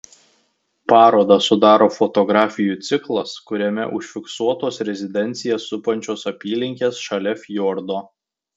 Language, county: Lithuanian, Tauragė